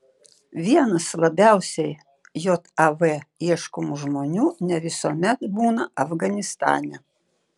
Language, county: Lithuanian, Šiauliai